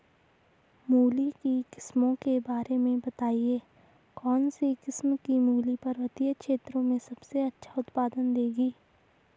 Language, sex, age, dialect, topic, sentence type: Hindi, female, 18-24, Garhwali, agriculture, question